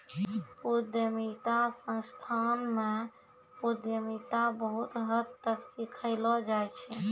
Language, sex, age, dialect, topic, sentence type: Maithili, female, 25-30, Angika, banking, statement